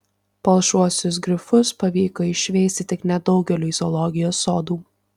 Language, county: Lithuanian, Tauragė